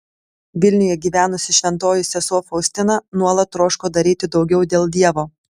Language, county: Lithuanian, Telšiai